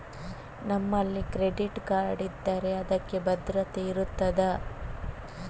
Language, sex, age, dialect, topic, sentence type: Kannada, female, 18-24, Coastal/Dakshin, banking, question